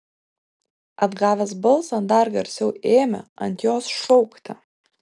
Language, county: Lithuanian, Vilnius